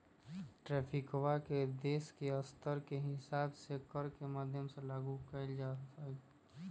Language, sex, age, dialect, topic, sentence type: Magahi, male, 25-30, Western, banking, statement